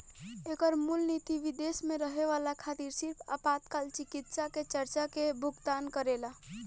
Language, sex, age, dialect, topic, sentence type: Bhojpuri, female, 18-24, Southern / Standard, banking, statement